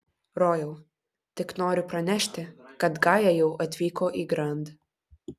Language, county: Lithuanian, Vilnius